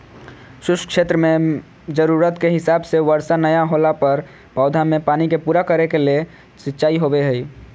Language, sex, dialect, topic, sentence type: Magahi, female, Southern, agriculture, statement